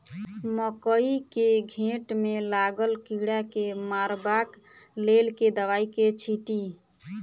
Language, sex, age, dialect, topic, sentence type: Maithili, female, 18-24, Southern/Standard, agriculture, question